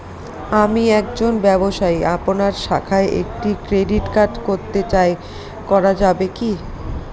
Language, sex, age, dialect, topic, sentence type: Bengali, female, 25-30, Northern/Varendri, banking, question